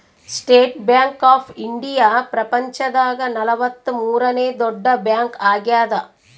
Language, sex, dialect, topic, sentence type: Kannada, female, Central, banking, statement